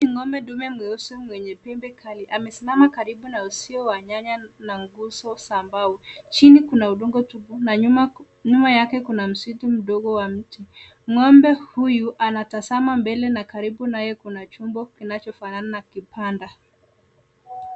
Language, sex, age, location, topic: Swahili, female, 18-24, Nairobi, government